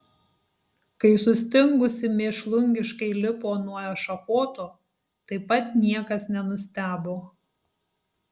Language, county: Lithuanian, Tauragė